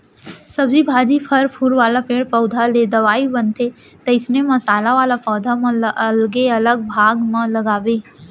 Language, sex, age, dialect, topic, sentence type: Chhattisgarhi, female, 18-24, Central, agriculture, statement